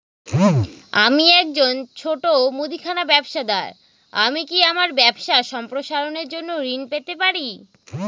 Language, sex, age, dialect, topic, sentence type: Bengali, female, 18-24, Northern/Varendri, banking, question